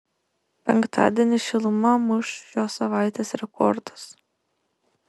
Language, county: Lithuanian, Šiauliai